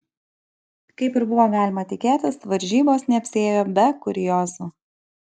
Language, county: Lithuanian, Kaunas